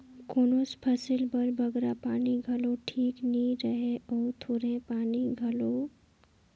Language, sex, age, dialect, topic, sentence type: Chhattisgarhi, female, 18-24, Northern/Bhandar, agriculture, statement